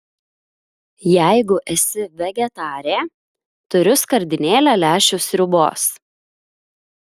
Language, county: Lithuanian, Klaipėda